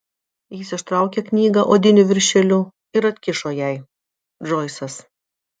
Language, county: Lithuanian, Vilnius